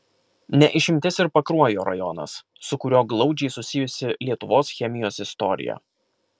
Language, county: Lithuanian, Kaunas